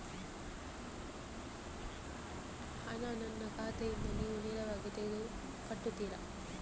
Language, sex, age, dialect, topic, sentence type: Kannada, female, 18-24, Coastal/Dakshin, banking, question